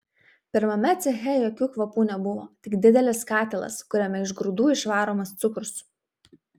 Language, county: Lithuanian, Vilnius